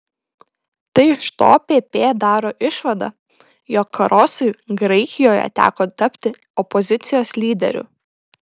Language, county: Lithuanian, Klaipėda